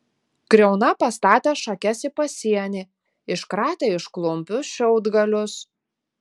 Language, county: Lithuanian, Utena